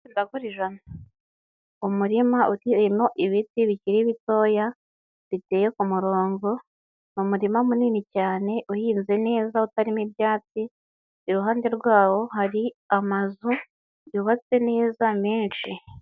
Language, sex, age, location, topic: Kinyarwanda, male, 18-24, Huye, agriculture